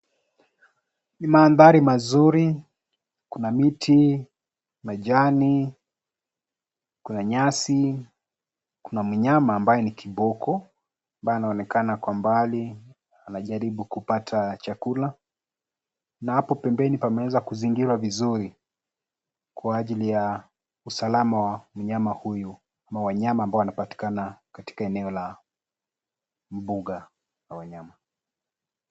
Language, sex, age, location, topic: Swahili, male, 25-35, Nairobi, government